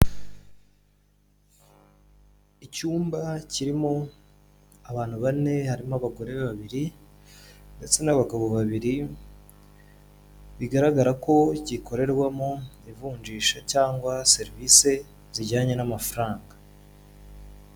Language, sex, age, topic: Kinyarwanda, male, 18-24, finance